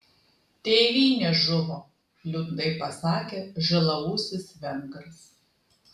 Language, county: Lithuanian, Klaipėda